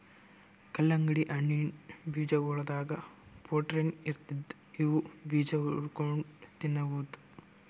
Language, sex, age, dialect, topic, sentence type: Kannada, male, 18-24, Northeastern, agriculture, statement